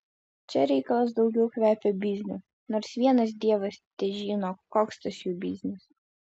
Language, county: Lithuanian, Vilnius